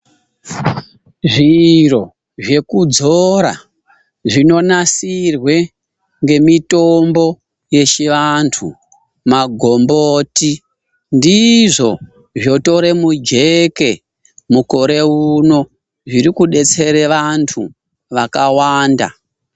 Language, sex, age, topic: Ndau, male, 36-49, health